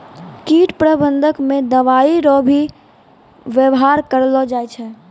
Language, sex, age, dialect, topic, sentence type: Maithili, female, 18-24, Angika, agriculture, statement